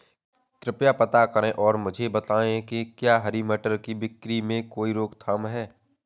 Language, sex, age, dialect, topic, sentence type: Hindi, male, 18-24, Awadhi Bundeli, agriculture, question